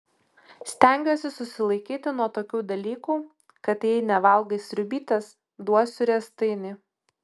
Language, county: Lithuanian, Utena